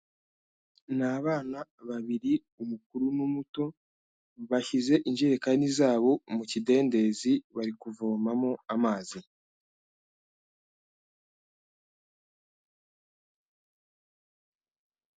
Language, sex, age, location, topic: Kinyarwanda, male, 25-35, Kigali, health